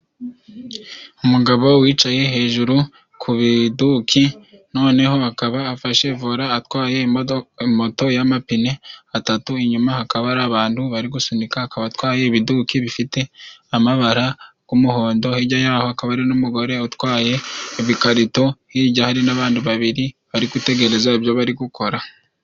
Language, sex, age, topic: Kinyarwanda, male, 25-35, government